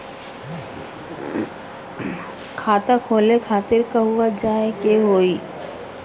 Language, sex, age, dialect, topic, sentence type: Bhojpuri, female, 31-35, Northern, banking, question